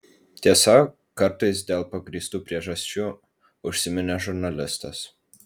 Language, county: Lithuanian, Vilnius